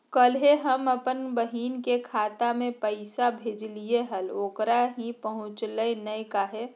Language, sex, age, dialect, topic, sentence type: Magahi, female, 36-40, Southern, banking, question